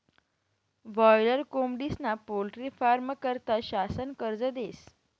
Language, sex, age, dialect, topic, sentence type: Marathi, female, 18-24, Northern Konkan, agriculture, statement